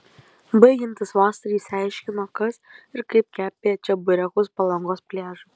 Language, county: Lithuanian, Kaunas